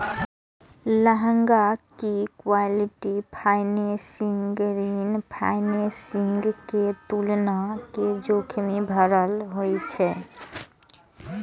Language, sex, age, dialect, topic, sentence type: Maithili, female, 18-24, Eastern / Thethi, banking, statement